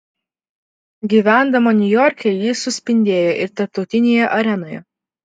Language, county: Lithuanian, Vilnius